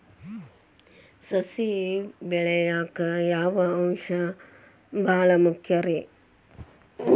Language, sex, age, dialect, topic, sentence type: Kannada, male, 18-24, Dharwad Kannada, agriculture, question